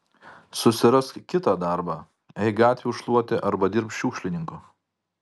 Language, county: Lithuanian, Marijampolė